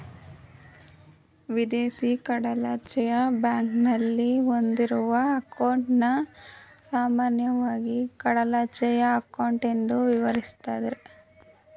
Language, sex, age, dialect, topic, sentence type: Kannada, female, 18-24, Mysore Kannada, banking, statement